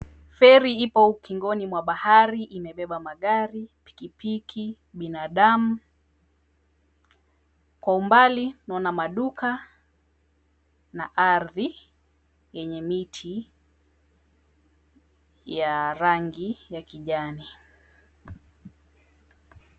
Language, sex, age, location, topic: Swahili, female, 25-35, Mombasa, government